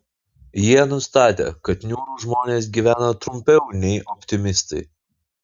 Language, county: Lithuanian, Utena